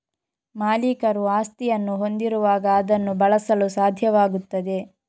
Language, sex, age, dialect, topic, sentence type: Kannada, female, 25-30, Coastal/Dakshin, banking, statement